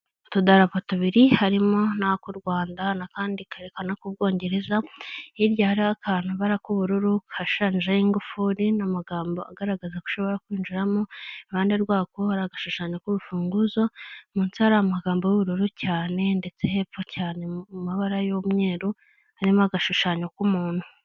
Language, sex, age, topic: Kinyarwanda, female, 25-35, government